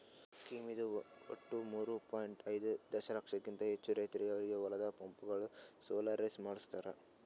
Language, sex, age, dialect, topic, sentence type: Kannada, male, 18-24, Northeastern, agriculture, statement